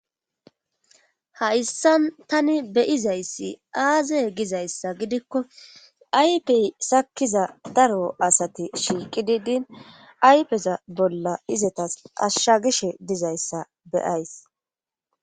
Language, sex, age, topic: Gamo, female, 36-49, government